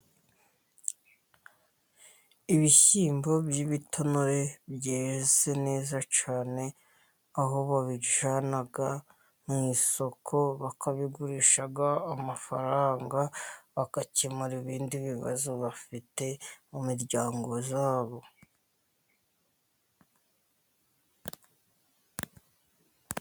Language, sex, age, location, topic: Kinyarwanda, female, 50+, Musanze, agriculture